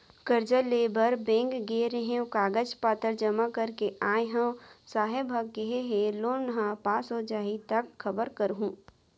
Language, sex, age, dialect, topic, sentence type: Chhattisgarhi, female, 18-24, Central, banking, statement